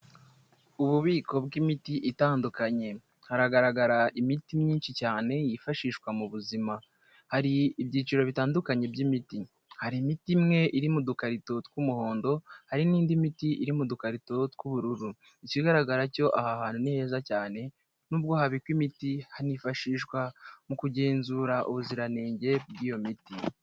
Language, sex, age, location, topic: Kinyarwanda, male, 18-24, Huye, health